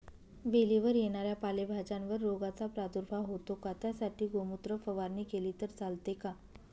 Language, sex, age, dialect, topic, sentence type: Marathi, female, 31-35, Northern Konkan, agriculture, question